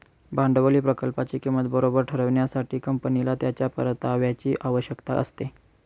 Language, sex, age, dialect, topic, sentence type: Marathi, male, 18-24, Northern Konkan, banking, statement